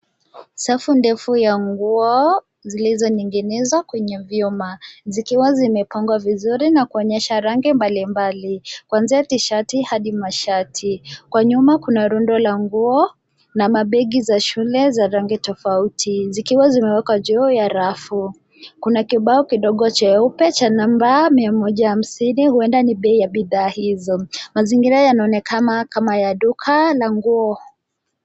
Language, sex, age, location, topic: Swahili, female, 18-24, Nairobi, finance